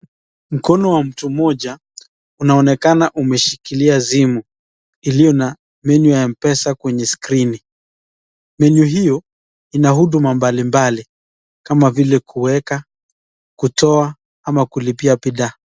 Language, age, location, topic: Swahili, 36-49, Nakuru, finance